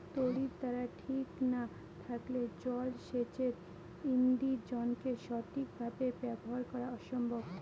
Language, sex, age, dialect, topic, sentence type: Bengali, female, 18-24, Rajbangshi, agriculture, question